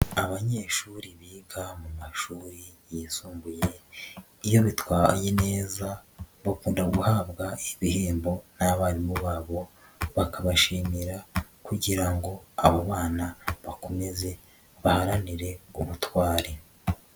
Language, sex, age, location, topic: Kinyarwanda, male, 50+, Nyagatare, education